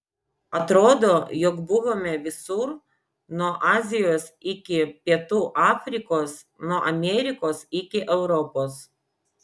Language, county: Lithuanian, Vilnius